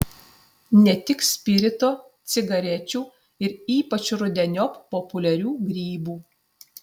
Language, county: Lithuanian, Utena